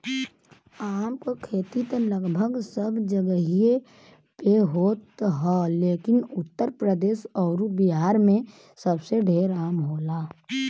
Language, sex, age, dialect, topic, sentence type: Bhojpuri, male, 18-24, Western, agriculture, statement